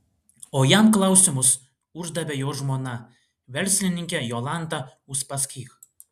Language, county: Lithuanian, Klaipėda